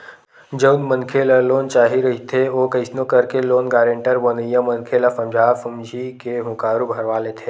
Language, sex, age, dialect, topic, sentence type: Chhattisgarhi, male, 18-24, Western/Budati/Khatahi, banking, statement